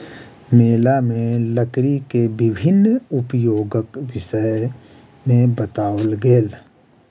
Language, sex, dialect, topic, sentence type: Maithili, male, Southern/Standard, agriculture, statement